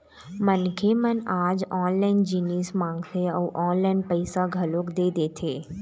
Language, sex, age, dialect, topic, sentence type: Chhattisgarhi, female, 18-24, Eastern, banking, statement